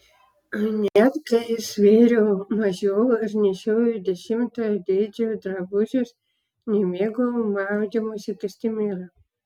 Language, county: Lithuanian, Klaipėda